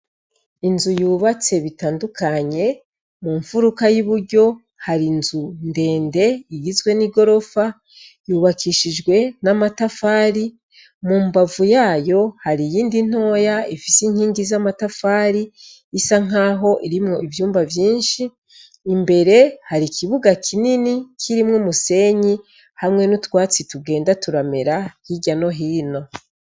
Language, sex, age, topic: Rundi, female, 36-49, education